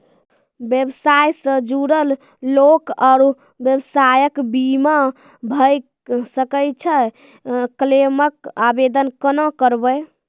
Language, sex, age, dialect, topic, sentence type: Maithili, female, 18-24, Angika, banking, question